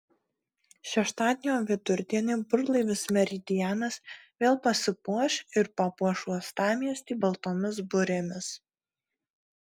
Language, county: Lithuanian, Marijampolė